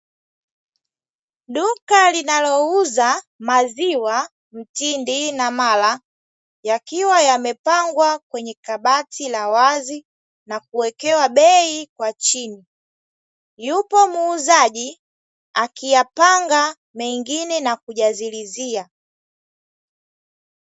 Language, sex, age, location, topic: Swahili, female, 25-35, Dar es Salaam, finance